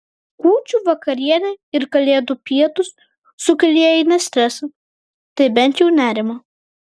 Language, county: Lithuanian, Vilnius